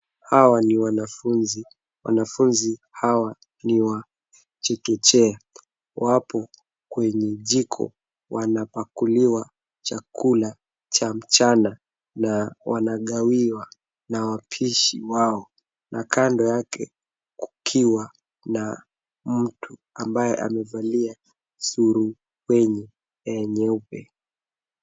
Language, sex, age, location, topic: Swahili, male, 18-24, Nairobi, education